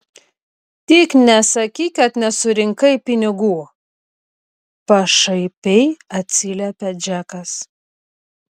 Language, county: Lithuanian, Vilnius